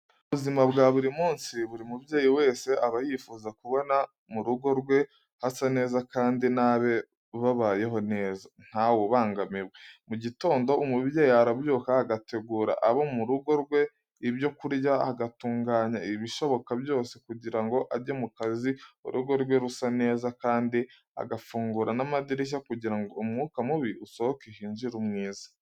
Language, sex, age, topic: Kinyarwanda, male, 18-24, education